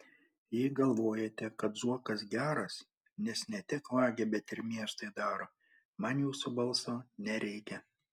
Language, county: Lithuanian, Panevėžys